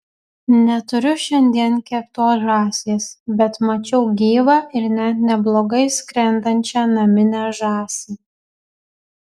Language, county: Lithuanian, Kaunas